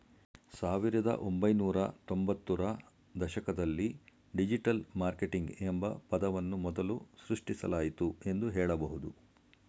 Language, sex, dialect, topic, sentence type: Kannada, male, Mysore Kannada, banking, statement